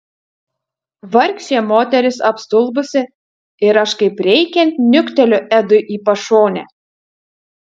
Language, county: Lithuanian, Utena